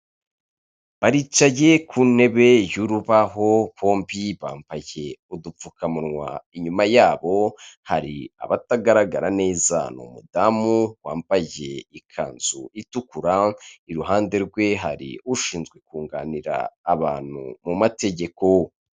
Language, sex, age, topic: Kinyarwanda, male, 25-35, government